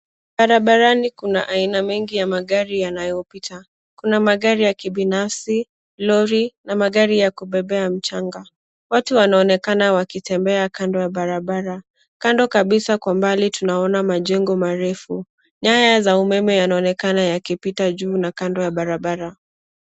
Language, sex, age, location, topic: Swahili, female, 18-24, Nairobi, government